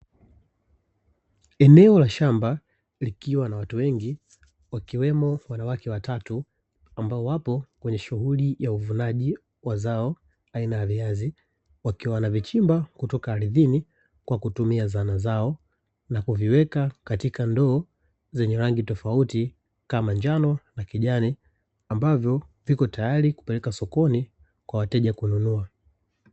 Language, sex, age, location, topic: Swahili, male, 36-49, Dar es Salaam, agriculture